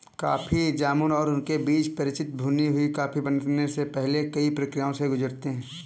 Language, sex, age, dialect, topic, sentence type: Hindi, male, 18-24, Kanauji Braj Bhasha, agriculture, statement